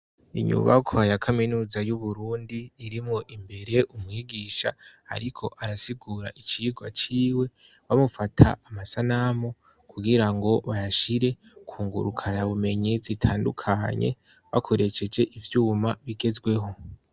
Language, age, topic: Rundi, 18-24, education